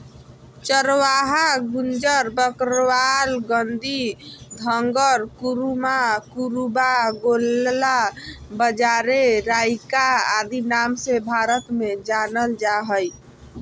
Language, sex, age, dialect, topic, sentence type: Magahi, female, 25-30, Southern, agriculture, statement